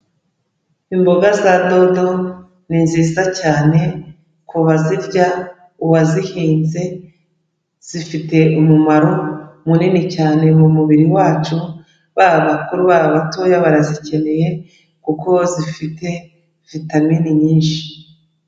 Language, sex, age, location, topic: Kinyarwanda, female, 36-49, Kigali, agriculture